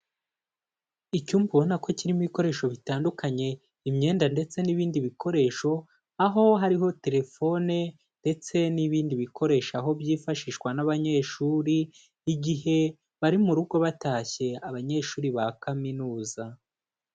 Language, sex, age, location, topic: Kinyarwanda, male, 18-24, Kigali, education